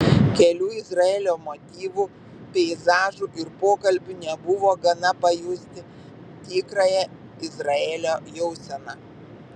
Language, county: Lithuanian, Vilnius